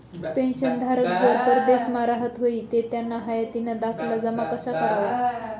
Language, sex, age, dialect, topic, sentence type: Marathi, female, 25-30, Northern Konkan, banking, statement